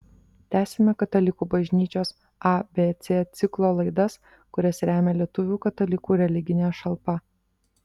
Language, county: Lithuanian, Vilnius